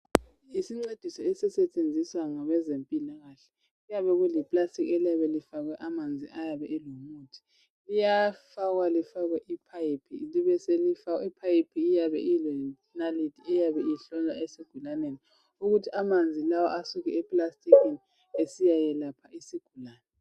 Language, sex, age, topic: North Ndebele, female, 25-35, health